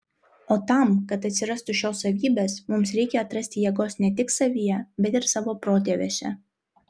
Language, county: Lithuanian, Vilnius